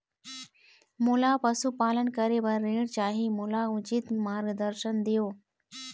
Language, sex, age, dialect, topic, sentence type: Chhattisgarhi, female, 18-24, Eastern, banking, question